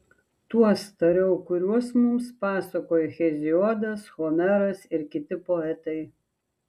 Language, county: Lithuanian, Šiauliai